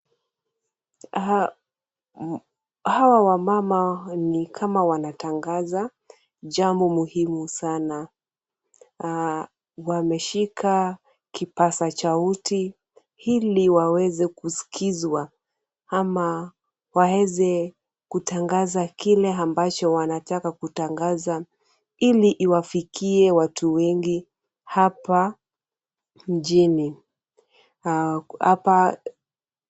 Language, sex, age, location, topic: Swahili, female, 25-35, Kisumu, health